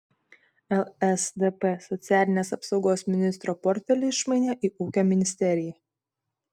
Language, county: Lithuanian, Vilnius